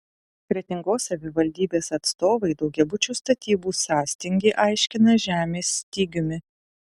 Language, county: Lithuanian, Utena